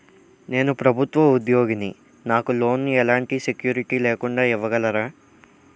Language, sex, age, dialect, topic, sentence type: Telugu, male, 18-24, Utterandhra, banking, question